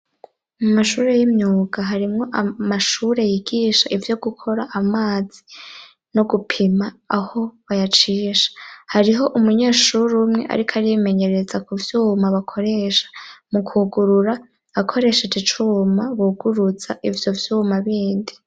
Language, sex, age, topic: Rundi, female, 25-35, education